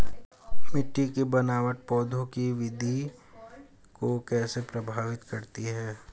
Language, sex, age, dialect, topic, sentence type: Hindi, male, 18-24, Hindustani Malvi Khadi Boli, agriculture, statement